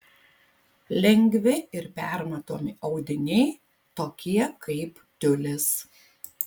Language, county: Lithuanian, Kaunas